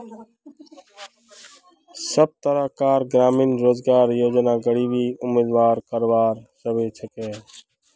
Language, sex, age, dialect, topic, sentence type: Magahi, male, 36-40, Northeastern/Surjapuri, banking, statement